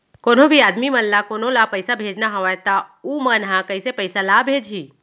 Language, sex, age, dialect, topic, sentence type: Chhattisgarhi, female, 36-40, Central, banking, question